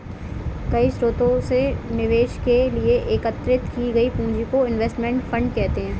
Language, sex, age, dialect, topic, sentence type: Hindi, female, 18-24, Kanauji Braj Bhasha, banking, statement